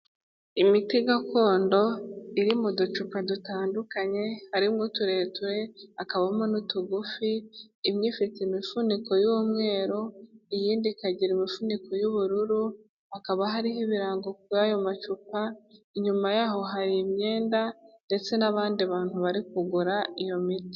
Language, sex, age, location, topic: Kinyarwanda, female, 18-24, Kigali, health